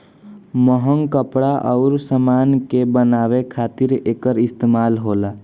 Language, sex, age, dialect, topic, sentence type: Bhojpuri, male, <18, Southern / Standard, agriculture, statement